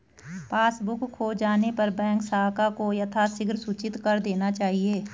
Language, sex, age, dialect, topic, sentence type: Hindi, female, 36-40, Garhwali, banking, statement